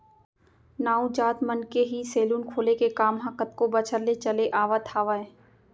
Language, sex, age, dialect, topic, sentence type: Chhattisgarhi, female, 25-30, Central, banking, statement